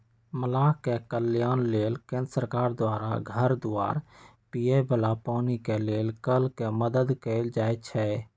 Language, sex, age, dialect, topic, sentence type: Magahi, male, 25-30, Western, agriculture, statement